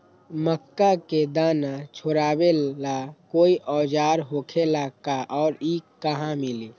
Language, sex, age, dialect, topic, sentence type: Magahi, male, 25-30, Western, agriculture, question